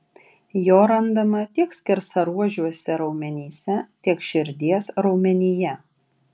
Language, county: Lithuanian, Vilnius